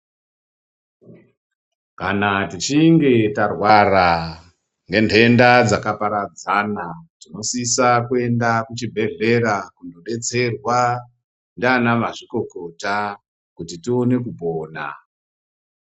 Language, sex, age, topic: Ndau, female, 50+, health